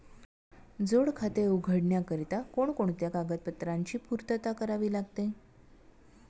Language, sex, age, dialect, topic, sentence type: Marathi, female, 31-35, Standard Marathi, banking, question